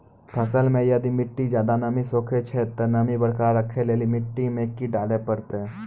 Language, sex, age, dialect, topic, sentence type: Maithili, male, 18-24, Angika, agriculture, question